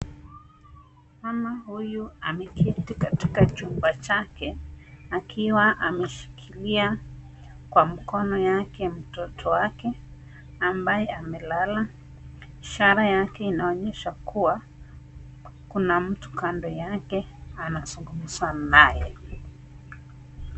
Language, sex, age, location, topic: Swahili, female, 25-35, Nakuru, health